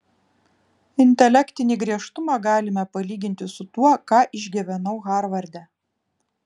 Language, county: Lithuanian, Vilnius